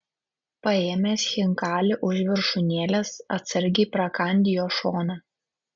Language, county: Lithuanian, Kaunas